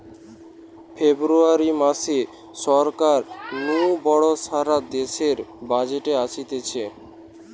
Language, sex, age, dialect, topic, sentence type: Bengali, male, <18, Western, banking, statement